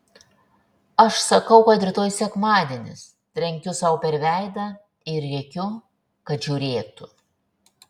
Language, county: Lithuanian, Šiauliai